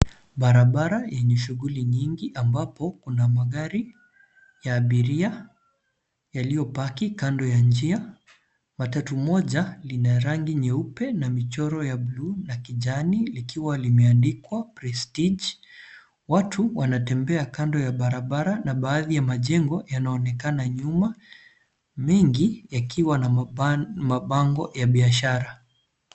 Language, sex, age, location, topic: Swahili, male, 25-35, Nairobi, government